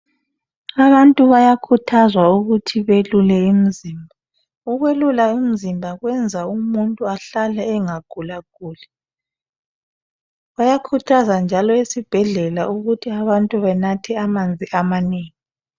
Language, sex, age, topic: North Ndebele, female, 36-49, health